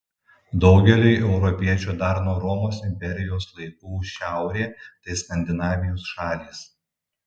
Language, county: Lithuanian, Tauragė